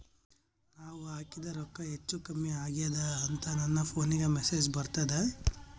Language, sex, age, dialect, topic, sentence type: Kannada, male, 18-24, Northeastern, banking, question